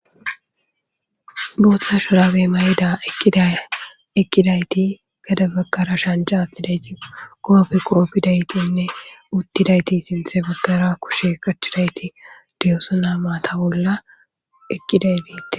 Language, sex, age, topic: Gamo, female, 25-35, government